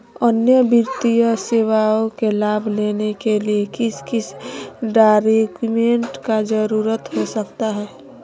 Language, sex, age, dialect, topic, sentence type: Magahi, female, 25-30, Southern, banking, question